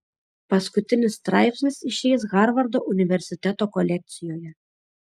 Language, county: Lithuanian, Šiauliai